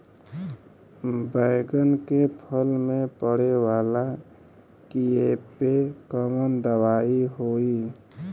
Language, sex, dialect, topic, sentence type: Bhojpuri, male, Western, agriculture, question